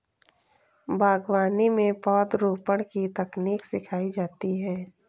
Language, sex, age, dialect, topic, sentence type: Hindi, female, 18-24, Kanauji Braj Bhasha, agriculture, statement